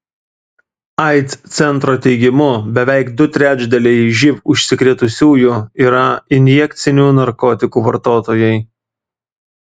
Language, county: Lithuanian, Vilnius